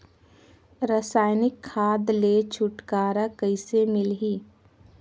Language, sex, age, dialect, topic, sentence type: Chhattisgarhi, female, 25-30, Northern/Bhandar, agriculture, question